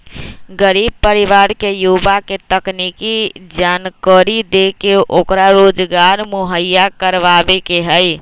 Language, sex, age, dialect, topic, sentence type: Magahi, male, 25-30, Western, banking, statement